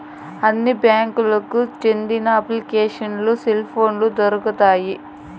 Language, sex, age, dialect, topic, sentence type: Telugu, female, 18-24, Southern, banking, statement